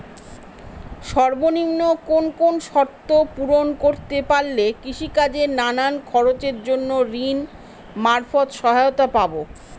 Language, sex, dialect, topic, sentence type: Bengali, female, Northern/Varendri, banking, question